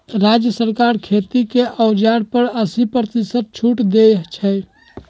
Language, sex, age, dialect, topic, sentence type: Magahi, male, 18-24, Western, agriculture, statement